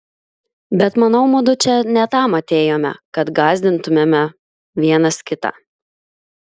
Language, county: Lithuanian, Klaipėda